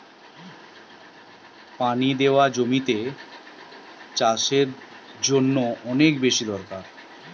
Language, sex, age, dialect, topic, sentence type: Bengali, male, 36-40, Western, agriculture, statement